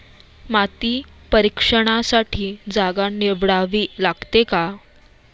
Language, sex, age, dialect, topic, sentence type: Marathi, female, 18-24, Standard Marathi, agriculture, question